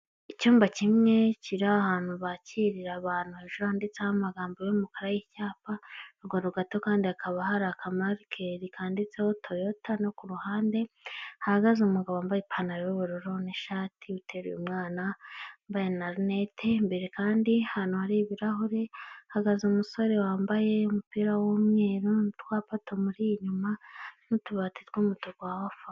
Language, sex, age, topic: Kinyarwanda, male, 18-24, finance